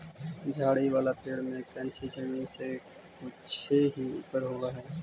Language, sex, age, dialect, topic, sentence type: Magahi, male, 18-24, Central/Standard, agriculture, statement